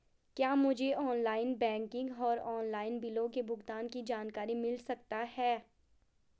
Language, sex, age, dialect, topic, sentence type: Hindi, female, 25-30, Garhwali, banking, question